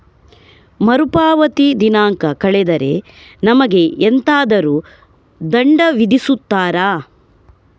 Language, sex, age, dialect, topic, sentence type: Kannada, female, 18-24, Coastal/Dakshin, banking, question